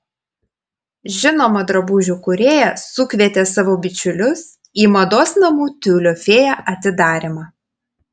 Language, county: Lithuanian, Panevėžys